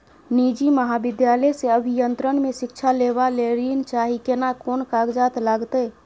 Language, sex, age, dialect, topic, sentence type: Maithili, female, 18-24, Bajjika, banking, question